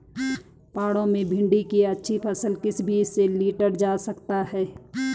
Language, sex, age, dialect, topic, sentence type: Hindi, female, 31-35, Garhwali, agriculture, question